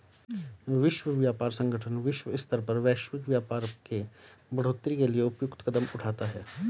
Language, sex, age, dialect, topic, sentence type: Hindi, male, 31-35, Hindustani Malvi Khadi Boli, banking, statement